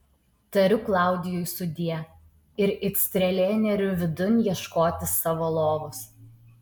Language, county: Lithuanian, Utena